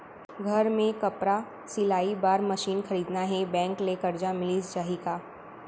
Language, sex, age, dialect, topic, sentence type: Chhattisgarhi, female, 18-24, Central, banking, question